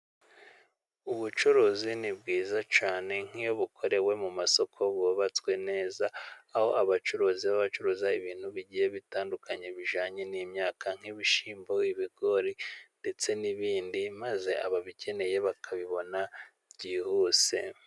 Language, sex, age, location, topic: Kinyarwanda, male, 36-49, Musanze, finance